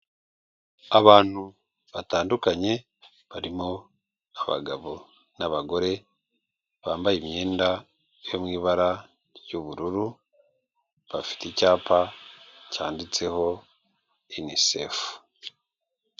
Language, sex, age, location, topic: Kinyarwanda, male, 36-49, Kigali, health